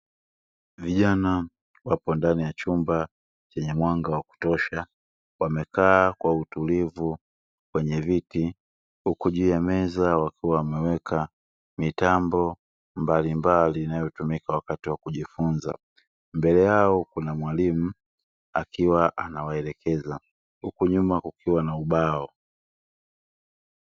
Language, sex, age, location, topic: Swahili, male, 18-24, Dar es Salaam, education